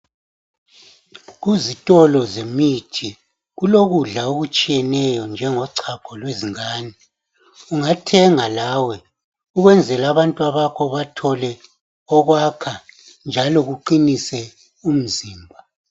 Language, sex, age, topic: North Ndebele, male, 50+, health